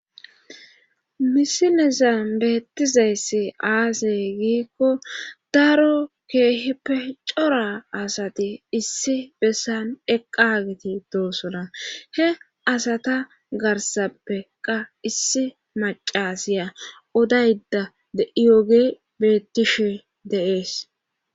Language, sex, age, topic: Gamo, female, 25-35, government